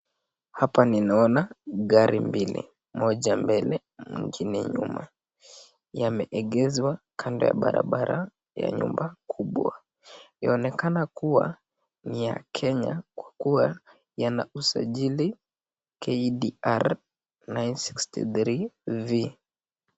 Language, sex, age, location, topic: Swahili, male, 18-24, Nakuru, finance